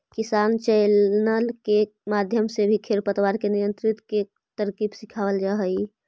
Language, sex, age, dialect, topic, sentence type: Magahi, female, 25-30, Central/Standard, agriculture, statement